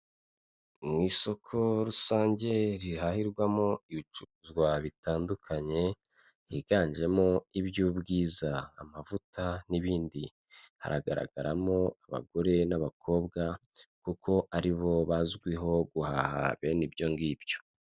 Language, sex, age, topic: Kinyarwanda, male, 25-35, finance